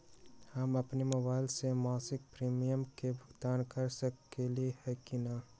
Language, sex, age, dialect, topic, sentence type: Magahi, male, 18-24, Western, banking, question